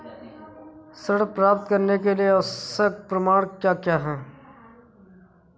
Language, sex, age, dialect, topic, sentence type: Hindi, male, 31-35, Awadhi Bundeli, banking, question